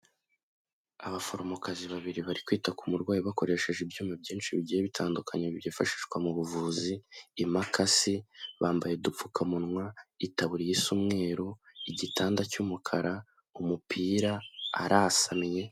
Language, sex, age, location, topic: Kinyarwanda, male, 18-24, Kigali, health